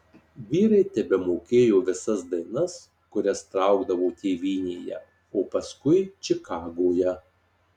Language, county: Lithuanian, Marijampolė